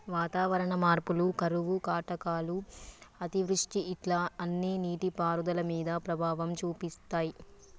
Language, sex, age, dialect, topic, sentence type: Telugu, female, 36-40, Telangana, agriculture, statement